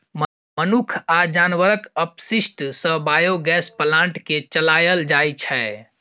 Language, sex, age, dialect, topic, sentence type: Maithili, female, 18-24, Bajjika, agriculture, statement